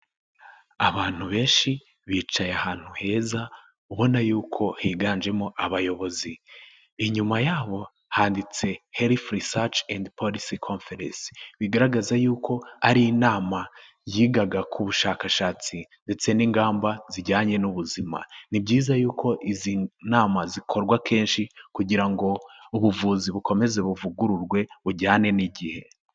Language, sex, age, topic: Kinyarwanda, male, 18-24, health